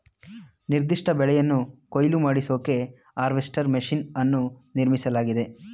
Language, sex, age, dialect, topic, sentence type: Kannada, male, 25-30, Mysore Kannada, agriculture, statement